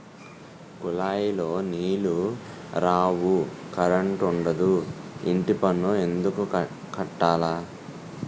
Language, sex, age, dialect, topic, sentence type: Telugu, male, 18-24, Utterandhra, banking, statement